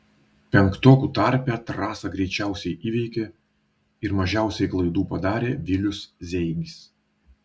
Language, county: Lithuanian, Vilnius